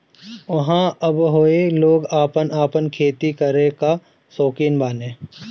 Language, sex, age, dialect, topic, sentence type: Bhojpuri, male, 25-30, Northern, agriculture, statement